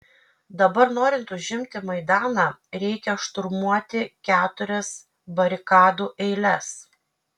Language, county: Lithuanian, Kaunas